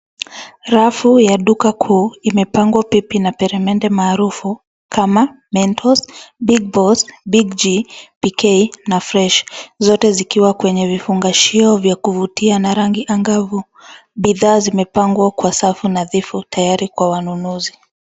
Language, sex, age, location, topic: Swahili, female, 25-35, Nairobi, finance